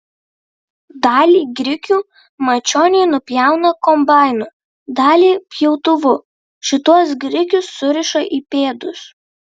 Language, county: Lithuanian, Vilnius